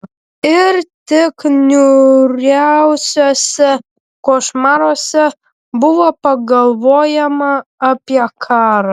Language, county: Lithuanian, Vilnius